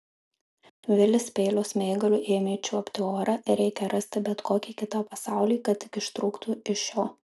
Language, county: Lithuanian, Marijampolė